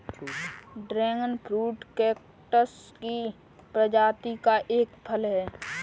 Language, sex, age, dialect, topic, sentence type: Hindi, female, 18-24, Kanauji Braj Bhasha, agriculture, statement